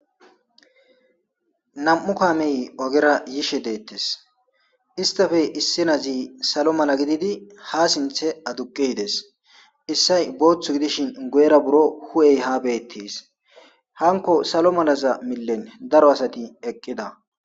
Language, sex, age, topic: Gamo, male, 25-35, government